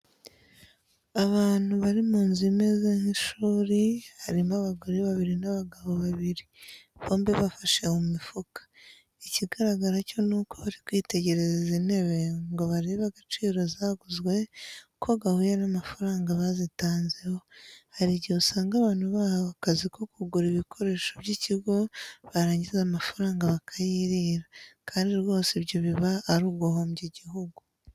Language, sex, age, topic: Kinyarwanda, female, 25-35, education